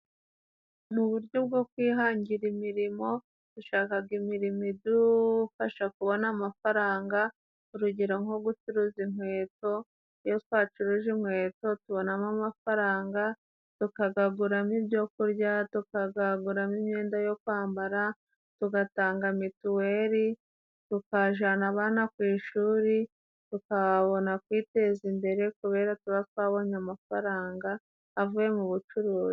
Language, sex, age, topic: Kinyarwanda, female, 25-35, finance